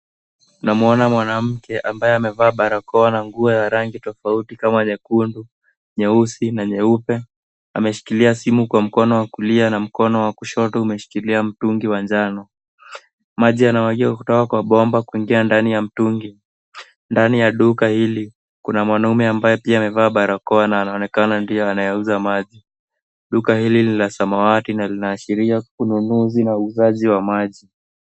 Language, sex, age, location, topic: Swahili, male, 18-24, Nairobi, health